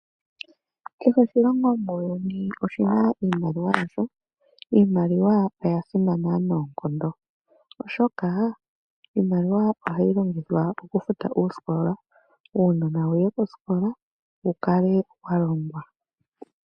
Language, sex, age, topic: Oshiwambo, female, 25-35, finance